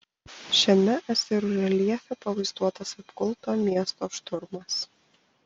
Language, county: Lithuanian, Panevėžys